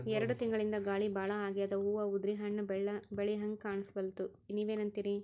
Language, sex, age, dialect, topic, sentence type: Kannada, female, 18-24, Northeastern, agriculture, question